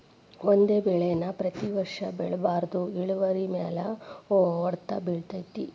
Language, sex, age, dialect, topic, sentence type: Kannada, female, 36-40, Dharwad Kannada, agriculture, statement